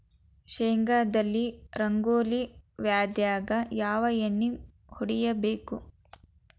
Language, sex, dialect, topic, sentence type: Kannada, female, Dharwad Kannada, agriculture, question